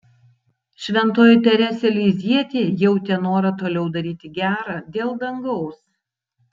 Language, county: Lithuanian, Tauragė